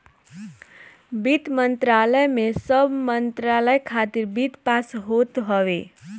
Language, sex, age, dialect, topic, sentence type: Bhojpuri, male, 31-35, Northern, banking, statement